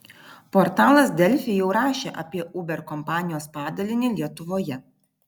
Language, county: Lithuanian, Vilnius